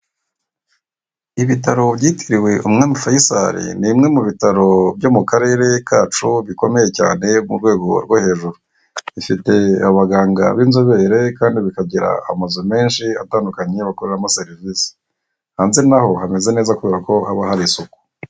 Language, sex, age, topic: Kinyarwanda, male, 18-24, government